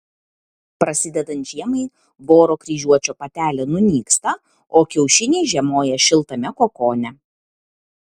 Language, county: Lithuanian, Kaunas